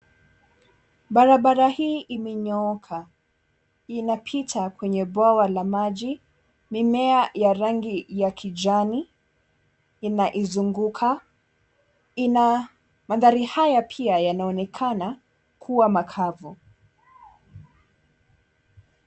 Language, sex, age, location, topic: Swahili, female, 18-24, Mombasa, government